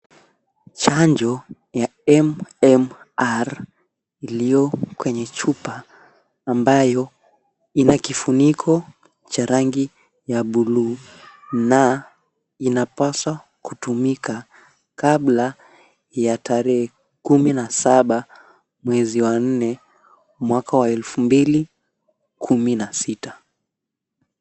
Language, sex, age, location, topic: Swahili, male, 18-24, Mombasa, health